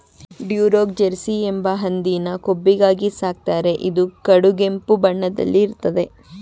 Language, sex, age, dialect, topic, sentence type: Kannada, female, 18-24, Mysore Kannada, agriculture, statement